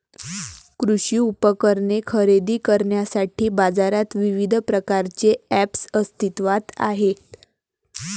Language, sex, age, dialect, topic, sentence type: Marathi, female, 18-24, Varhadi, agriculture, statement